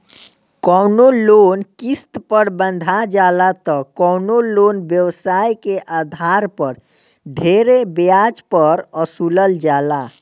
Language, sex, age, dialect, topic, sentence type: Bhojpuri, male, 18-24, Southern / Standard, banking, statement